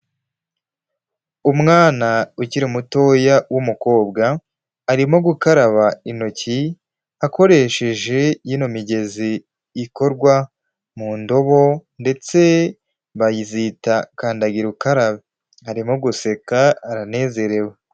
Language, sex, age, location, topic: Kinyarwanda, male, 18-24, Huye, health